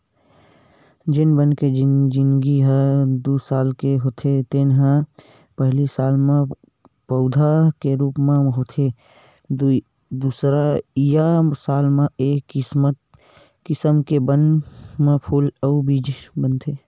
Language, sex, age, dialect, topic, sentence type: Chhattisgarhi, male, 18-24, Western/Budati/Khatahi, agriculture, statement